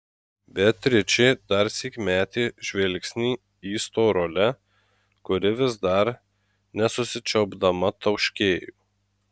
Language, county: Lithuanian, Marijampolė